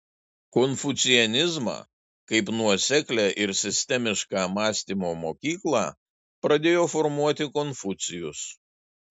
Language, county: Lithuanian, Šiauliai